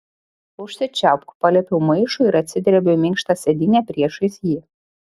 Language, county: Lithuanian, Šiauliai